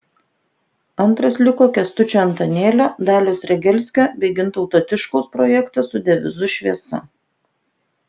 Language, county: Lithuanian, Vilnius